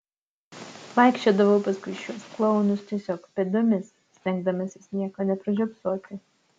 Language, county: Lithuanian, Utena